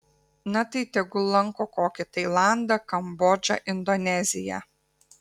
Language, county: Lithuanian, Kaunas